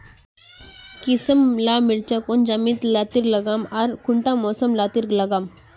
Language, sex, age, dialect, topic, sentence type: Magahi, female, 25-30, Northeastern/Surjapuri, agriculture, question